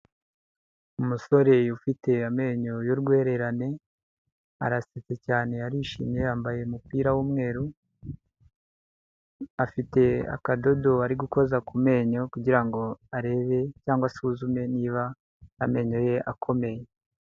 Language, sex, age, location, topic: Kinyarwanda, male, 50+, Huye, health